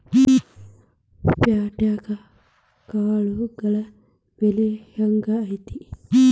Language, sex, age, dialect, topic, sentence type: Kannada, female, 25-30, Dharwad Kannada, agriculture, question